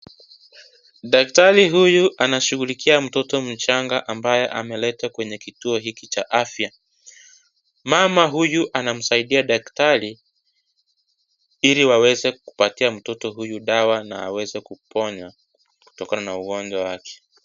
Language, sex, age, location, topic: Swahili, male, 25-35, Kisii, health